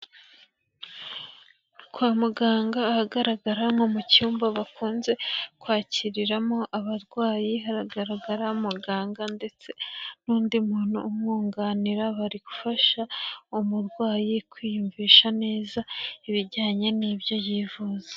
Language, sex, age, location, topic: Kinyarwanda, female, 25-35, Nyagatare, health